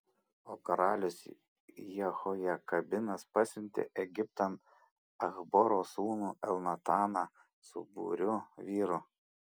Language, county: Lithuanian, Šiauliai